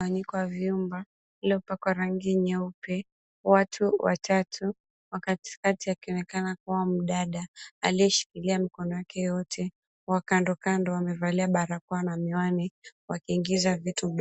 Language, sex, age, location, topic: Swahili, female, 18-24, Mombasa, health